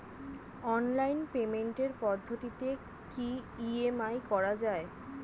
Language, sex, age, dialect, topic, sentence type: Bengali, female, 25-30, Standard Colloquial, banking, question